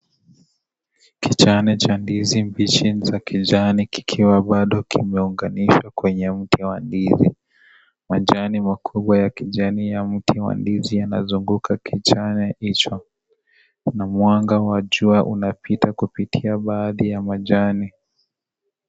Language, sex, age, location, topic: Swahili, male, 25-35, Kisii, agriculture